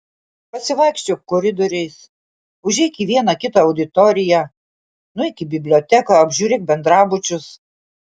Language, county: Lithuanian, Klaipėda